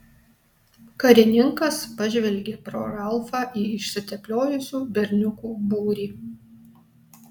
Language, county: Lithuanian, Alytus